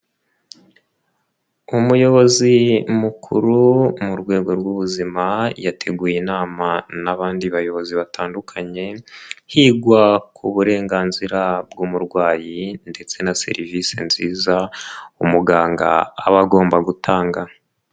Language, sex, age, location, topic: Kinyarwanda, male, 25-35, Nyagatare, government